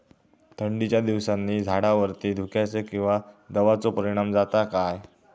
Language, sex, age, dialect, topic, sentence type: Marathi, male, 18-24, Southern Konkan, agriculture, question